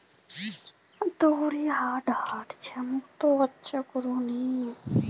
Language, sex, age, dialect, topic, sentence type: Magahi, female, 18-24, Northeastern/Surjapuri, banking, statement